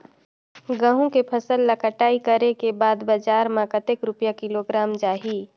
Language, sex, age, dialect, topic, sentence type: Chhattisgarhi, female, 25-30, Northern/Bhandar, agriculture, question